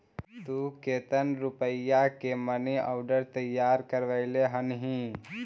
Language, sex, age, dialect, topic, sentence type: Magahi, male, 18-24, Central/Standard, agriculture, statement